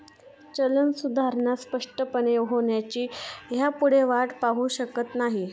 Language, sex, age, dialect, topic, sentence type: Marathi, female, 31-35, Standard Marathi, banking, statement